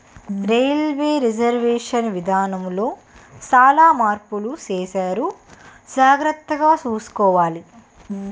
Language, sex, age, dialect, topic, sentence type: Telugu, female, 18-24, Utterandhra, banking, statement